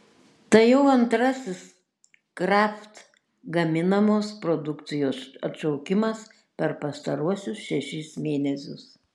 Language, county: Lithuanian, Šiauliai